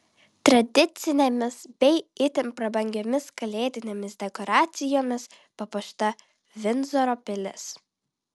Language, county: Lithuanian, Vilnius